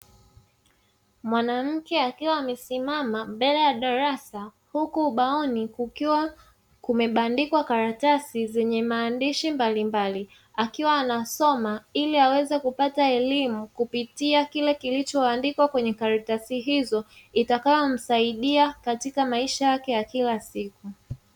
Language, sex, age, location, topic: Swahili, female, 25-35, Dar es Salaam, education